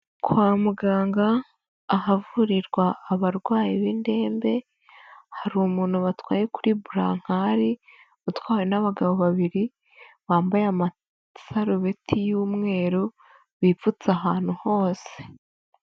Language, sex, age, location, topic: Kinyarwanda, female, 25-35, Nyagatare, health